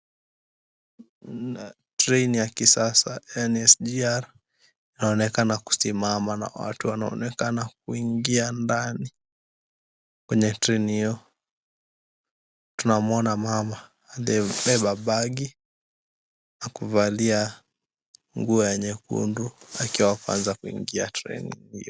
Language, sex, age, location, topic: Swahili, male, 18-24, Mombasa, government